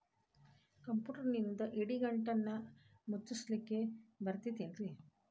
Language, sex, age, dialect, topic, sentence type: Kannada, female, 51-55, Dharwad Kannada, banking, question